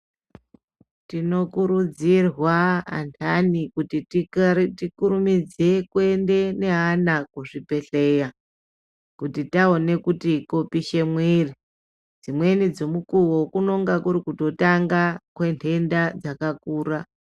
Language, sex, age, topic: Ndau, male, 25-35, health